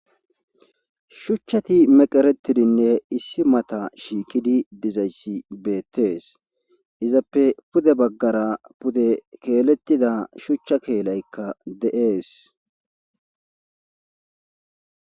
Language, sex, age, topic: Gamo, male, 25-35, government